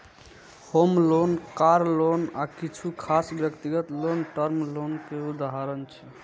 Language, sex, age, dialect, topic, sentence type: Maithili, male, 25-30, Eastern / Thethi, banking, statement